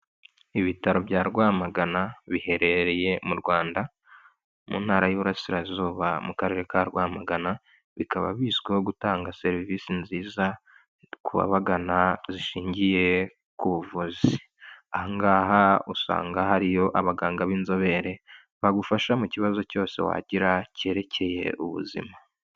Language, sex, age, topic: Kinyarwanda, male, 25-35, health